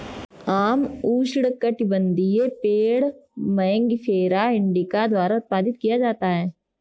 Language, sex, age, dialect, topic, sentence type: Hindi, female, 25-30, Marwari Dhudhari, agriculture, statement